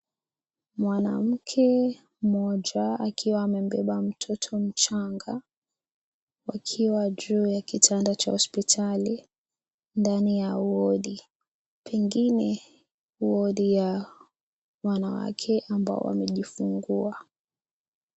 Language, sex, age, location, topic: Swahili, female, 18-24, Kisii, health